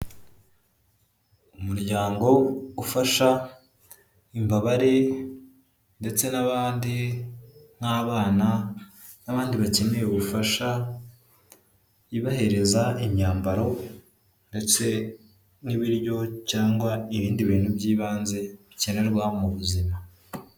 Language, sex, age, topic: Kinyarwanda, male, 18-24, health